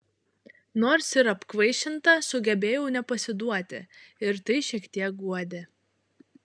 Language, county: Lithuanian, Šiauliai